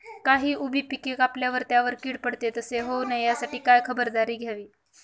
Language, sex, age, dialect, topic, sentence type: Marathi, female, 18-24, Northern Konkan, agriculture, question